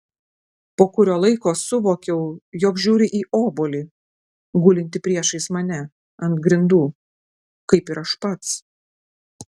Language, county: Lithuanian, Klaipėda